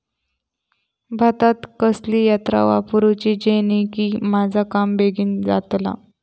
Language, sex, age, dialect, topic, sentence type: Marathi, female, 25-30, Southern Konkan, agriculture, question